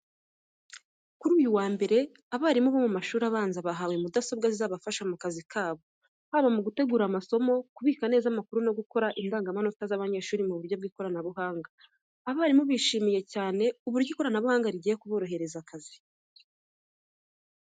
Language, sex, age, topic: Kinyarwanda, female, 25-35, education